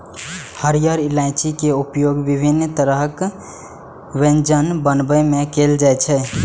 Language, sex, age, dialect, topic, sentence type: Maithili, male, 18-24, Eastern / Thethi, agriculture, statement